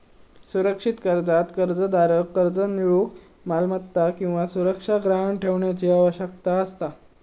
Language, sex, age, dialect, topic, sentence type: Marathi, male, 18-24, Southern Konkan, banking, statement